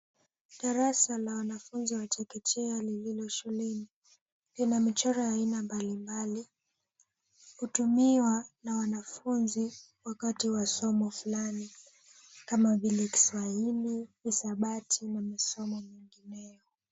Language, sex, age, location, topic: Swahili, female, 18-24, Kisumu, education